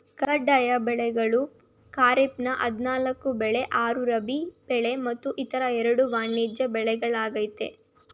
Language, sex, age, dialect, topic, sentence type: Kannada, female, 18-24, Mysore Kannada, agriculture, statement